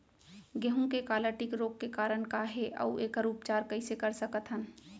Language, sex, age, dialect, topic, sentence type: Chhattisgarhi, female, 25-30, Central, agriculture, question